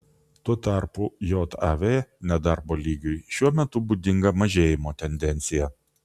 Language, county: Lithuanian, Vilnius